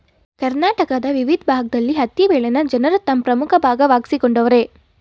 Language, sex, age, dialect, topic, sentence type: Kannada, female, 18-24, Mysore Kannada, agriculture, statement